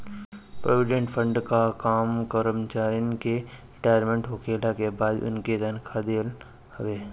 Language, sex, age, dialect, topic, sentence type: Bhojpuri, female, 18-24, Northern, banking, statement